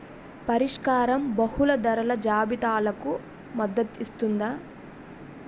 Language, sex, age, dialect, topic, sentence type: Telugu, female, 18-24, Utterandhra, agriculture, question